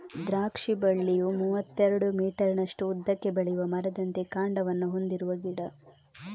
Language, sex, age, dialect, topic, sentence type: Kannada, female, 18-24, Coastal/Dakshin, agriculture, statement